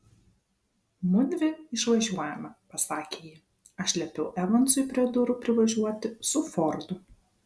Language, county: Lithuanian, Vilnius